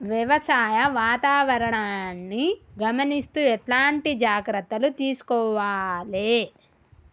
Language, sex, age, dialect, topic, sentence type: Telugu, female, 18-24, Telangana, agriculture, question